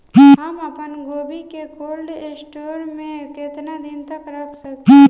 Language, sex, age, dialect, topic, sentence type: Bhojpuri, female, 25-30, Southern / Standard, agriculture, question